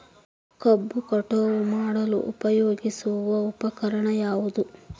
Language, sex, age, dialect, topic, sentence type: Kannada, male, 41-45, Central, agriculture, question